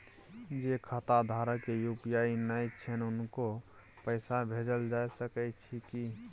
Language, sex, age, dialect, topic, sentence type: Maithili, male, 31-35, Bajjika, banking, question